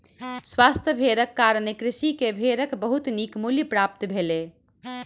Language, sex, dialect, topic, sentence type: Maithili, female, Southern/Standard, agriculture, statement